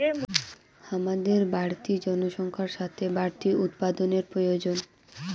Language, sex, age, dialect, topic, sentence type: Bengali, female, 18-24, Rajbangshi, agriculture, statement